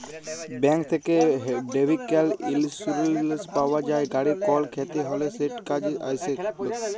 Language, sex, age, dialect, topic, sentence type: Bengali, male, 18-24, Jharkhandi, banking, statement